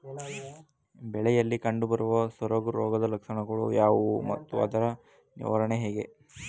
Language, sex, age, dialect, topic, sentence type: Kannada, male, 18-24, Mysore Kannada, agriculture, question